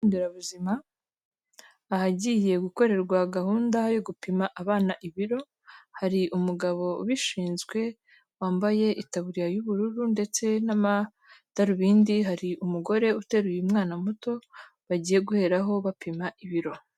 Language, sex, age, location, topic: Kinyarwanda, female, 18-24, Kigali, health